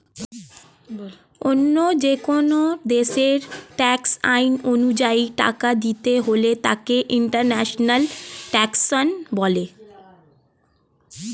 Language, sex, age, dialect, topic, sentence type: Bengali, female, 18-24, Standard Colloquial, banking, statement